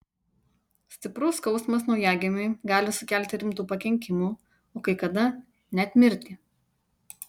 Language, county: Lithuanian, Utena